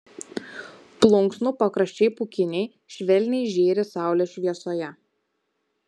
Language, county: Lithuanian, Kaunas